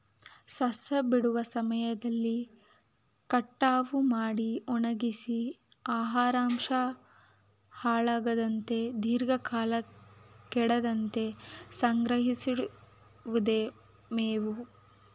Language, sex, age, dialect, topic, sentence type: Kannada, female, 25-30, Mysore Kannada, agriculture, statement